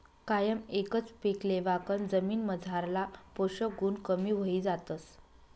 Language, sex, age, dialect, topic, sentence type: Marathi, female, 18-24, Northern Konkan, agriculture, statement